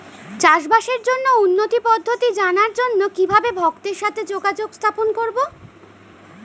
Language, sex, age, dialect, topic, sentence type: Bengali, female, 25-30, Standard Colloquial, agriculture, question